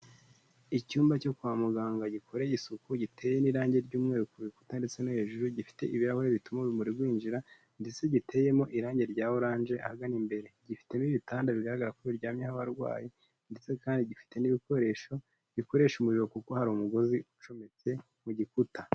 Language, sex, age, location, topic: Kinyarwanda, male, 18-24, Kigali, health